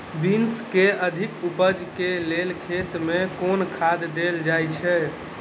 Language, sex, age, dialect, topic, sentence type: Maithili, male, 18-24, Southern/Standard, agriculture, question